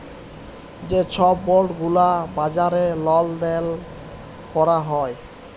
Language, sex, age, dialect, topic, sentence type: Bengali, male, 18-24, Jharkhandi, banking, statement